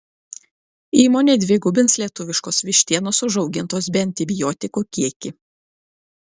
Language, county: Lithuanian, Klaipėda